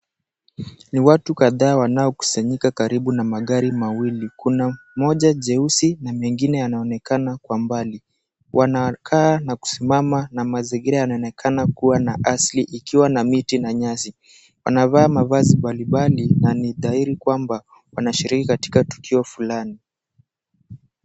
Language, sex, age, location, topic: Swahili, male, 18-24, Mombasa, finance